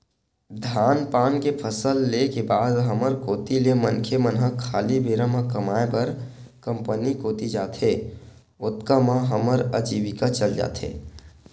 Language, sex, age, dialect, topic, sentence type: Chhattisgarhi, male, 18-24, Western/Budati/Khatahi, agriculture, statement